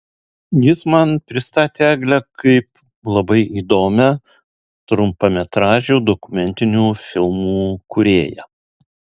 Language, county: Lithuanian, Alytus